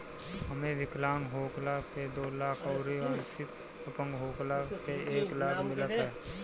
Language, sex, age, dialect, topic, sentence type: Bhojpuri, male, 25-30, Northern, banking, statement